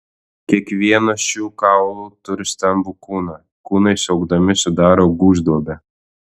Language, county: Lithuanian, Alytus